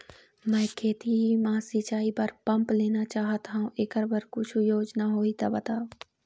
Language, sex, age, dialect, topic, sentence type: Chhattisgarhi, female, 18-24, Eastern, banking, question